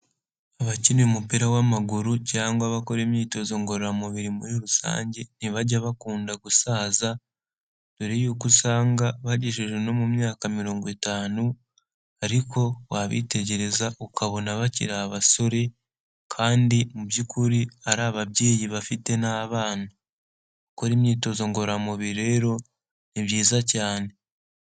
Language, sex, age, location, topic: Kinyarwanda, male, 18-24, Nyagatare, government